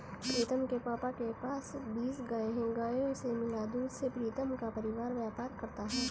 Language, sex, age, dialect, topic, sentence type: Hindi, male, 36-40, Hindustani Malvi Khadi Boli, agriculture, statement